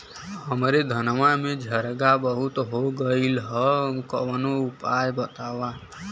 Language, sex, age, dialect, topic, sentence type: Bhojpuri, male, 18-24, Western, agriculture, question